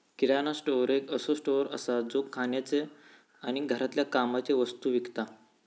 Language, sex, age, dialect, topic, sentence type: Marathi, male, 18-24, Southern Konkan, agriculture, statement